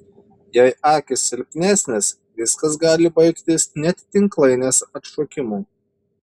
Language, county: Lithuanian, Šiauliai